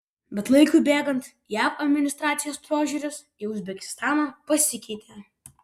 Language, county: Lithuanian, Vilnius